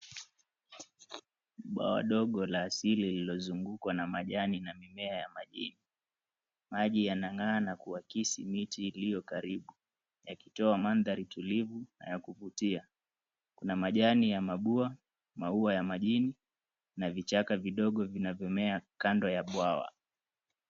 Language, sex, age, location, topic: Swahili, male, 25-35, Mombasa, agriculture